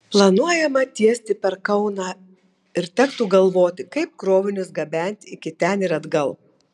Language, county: Lithuanian, Marijampolė